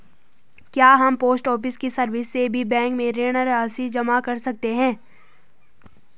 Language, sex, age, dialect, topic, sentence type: Hindi, female, 18-24, Garhwali, banking, question